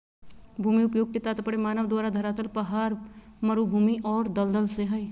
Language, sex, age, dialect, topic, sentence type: Magahi, female, 36-40, Southern, agriculture, statement